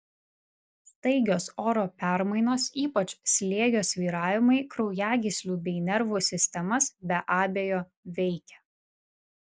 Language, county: Lithuanian, Vilnius